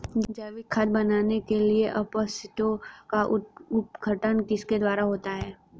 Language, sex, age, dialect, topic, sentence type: Hindi, female, 31-35, Hindustani Malvi Khadi Boli, agriculture, question